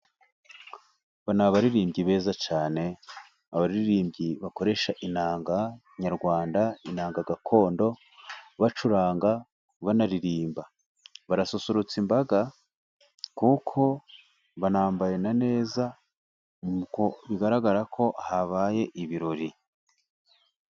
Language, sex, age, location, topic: Kinyarwanda, male, 36-49, Musanze, government